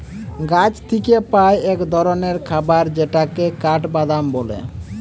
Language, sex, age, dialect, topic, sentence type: Bengali, male, 18-24, Western, agriculture, statement